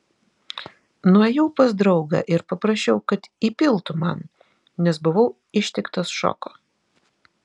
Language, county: Lithuanian, Vilnius